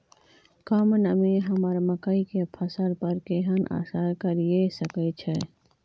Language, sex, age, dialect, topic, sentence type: Maithili, female, 18-24, Bajjika, agriculture, question